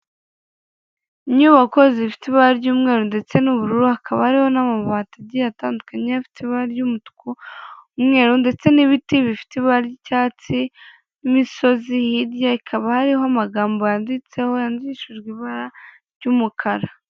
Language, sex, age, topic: Kinyarwanda, male, 25-35, government